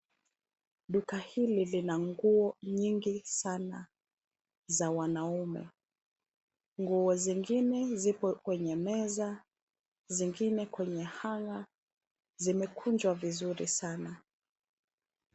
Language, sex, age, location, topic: Swahili, female, 25-35, Nairobi, finance